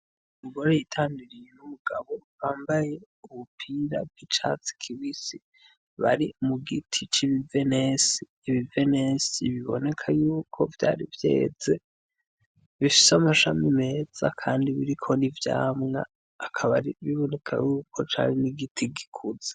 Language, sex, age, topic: Rundi, male, 18-24, agriculture